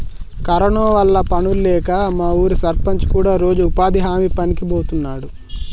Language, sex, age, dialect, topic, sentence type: Telugu, male, 18-24, Telangana, banking, statement